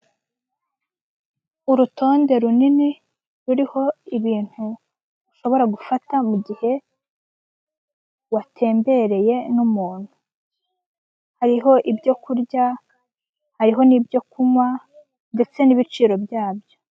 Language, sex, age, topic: Kinyarwanda, female, 25-35, finance